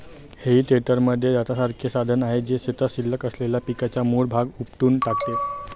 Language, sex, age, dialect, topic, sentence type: Marathi, male, 18-24, Standard Marathi, agriculture, statement